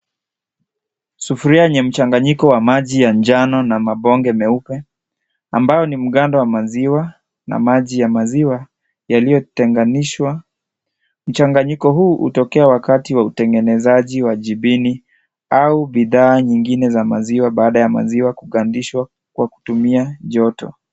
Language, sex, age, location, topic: Swahili, female, 25-35, Kisii, agriculture